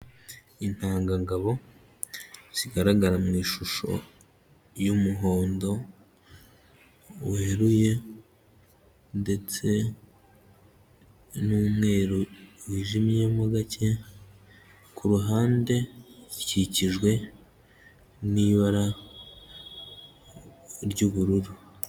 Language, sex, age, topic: Kinyarwanda, male, 18-24, health